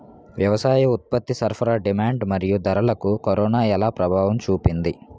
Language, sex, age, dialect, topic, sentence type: Telugu, male, 18-24, Utterandhra, agriculture, question